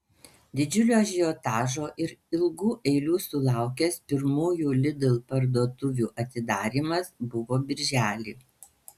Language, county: Lithuanian, Panevėžys